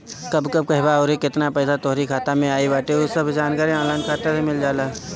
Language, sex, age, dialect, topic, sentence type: Bhojpuri, male, 25-30, Northern, banking, statement